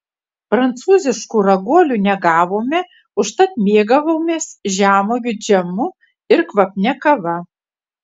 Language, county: Lithuanian, Utena